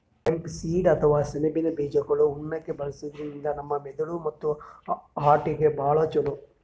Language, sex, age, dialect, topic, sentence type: Kannada, male, 31-35, Northeastern, agriculture, statement